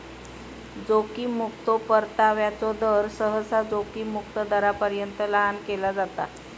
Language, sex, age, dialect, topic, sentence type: Marathi, female, 56-60, Southern Konkan, banking, statement